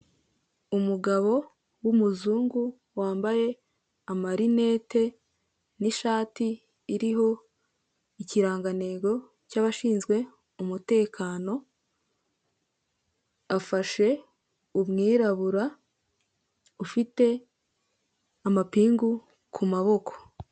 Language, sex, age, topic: Kinyarwanda, female, 18-24, government